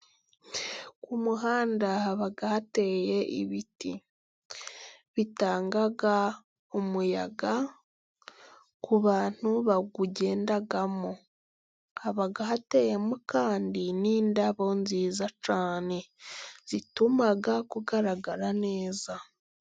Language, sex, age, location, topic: Kinyarwanda, female, 18-24, Musanze, government